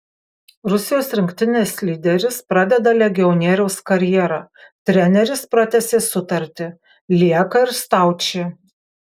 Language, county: Lithuanian, Kaunas